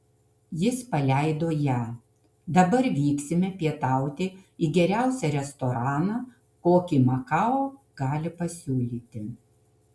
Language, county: Lithuanian, Kaunas